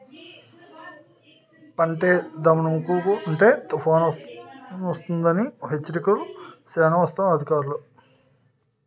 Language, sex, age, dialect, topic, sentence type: Telugu, male, 31-35, Utterandhra, agriculture, statement